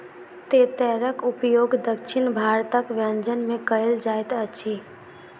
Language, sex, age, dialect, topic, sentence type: Maithili, female, 18-24, Southern/Standard, agriculture, statement